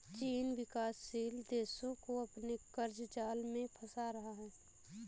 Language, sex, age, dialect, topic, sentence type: Hindi, female, 18-24, Awadhi Bundeli, banking, statement